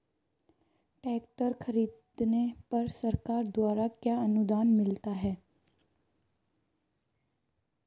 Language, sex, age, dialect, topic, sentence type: Hindi, female, 18-24, Marwari Dhudhari, agriculture, question